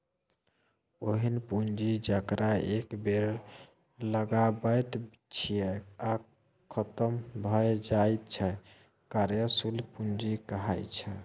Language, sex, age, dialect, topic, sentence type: Maithili, male, 36-40, Bajjika, banking, statement